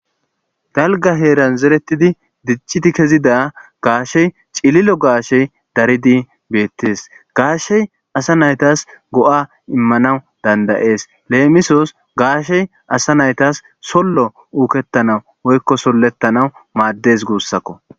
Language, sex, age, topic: Gamo, male, 25-35, agriculture